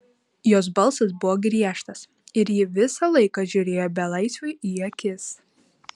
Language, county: Lithuanian, Vilnius